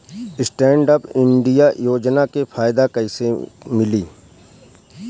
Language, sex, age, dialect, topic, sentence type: Bhojpuri, male, 31-35, Southern / Standard, banking, question